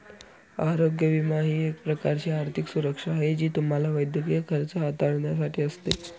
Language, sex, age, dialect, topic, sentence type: Marathi, male, 18-24, Northern Konkan, banking, statement